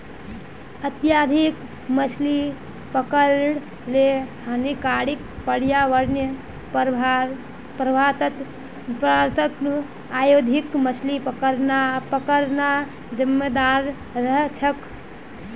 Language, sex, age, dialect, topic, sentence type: Magahi, female, 18-24, Northeastern/Surjapuri, agriculture, statement